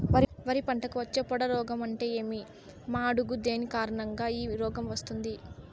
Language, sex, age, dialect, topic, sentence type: Telugu, female, 18-24, Southern, agriculture, question